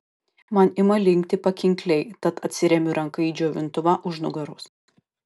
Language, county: Lithuanian, Kaunas